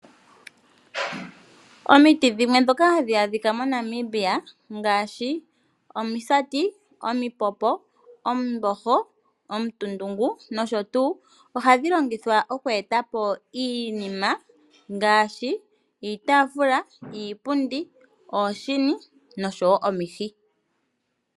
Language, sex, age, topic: Oshiwambo, female, 25-35, agriculture